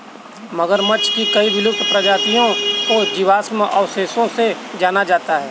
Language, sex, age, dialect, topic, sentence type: Hindi, male, 31-35, Kanauji Braj Bhasha, agriculture, statement